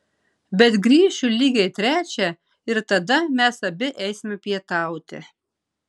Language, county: Lithuanian, Marijampolė